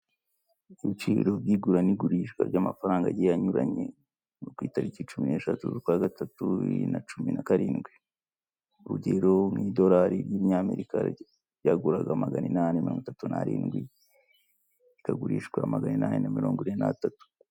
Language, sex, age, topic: Kinyarwanda, male, 25-35, finance